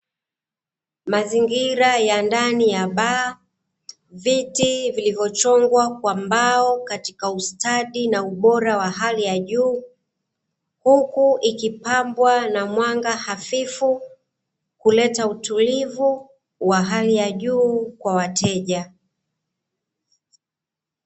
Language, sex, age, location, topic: Swahili, female, 25-35, Dar es Salaam, finance